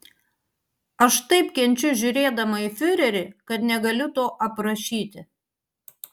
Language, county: Lithuanian, Panevėžys